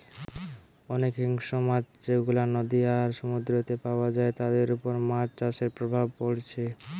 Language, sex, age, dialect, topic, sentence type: Bengali, male, <18, Western, agriculture, statement